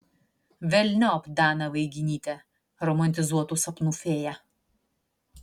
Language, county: Lithuanian, Vilnius